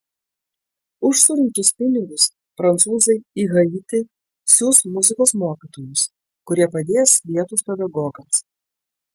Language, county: Lithuanian, Klaipėda